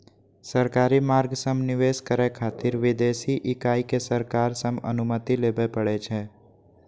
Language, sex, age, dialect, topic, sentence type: Maithili, male, 18-24, Eastern / Thethi, banking, statement